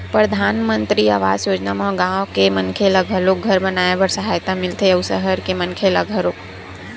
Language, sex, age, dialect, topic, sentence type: Chhattisgarhi, female, 18-24, Western/Budati/Khatahi, banking, statement